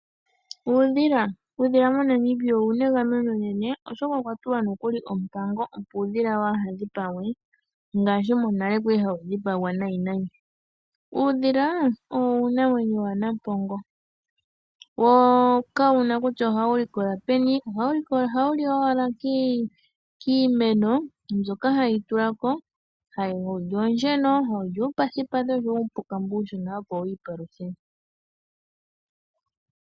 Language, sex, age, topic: Oshiwambo, female, 18-24, agriculture